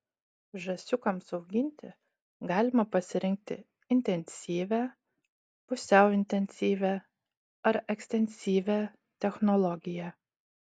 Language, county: Lithuanian, Utena